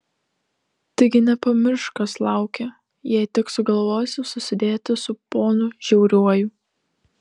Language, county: Lithuanian, Telšiai